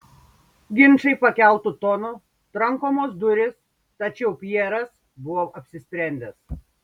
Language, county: Lithuanian, Šiauliai